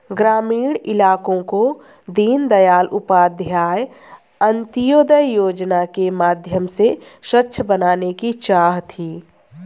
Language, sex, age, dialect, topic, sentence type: Hindi, female, 18-24, Hindustani Malvi Khadi Boli, banking, statement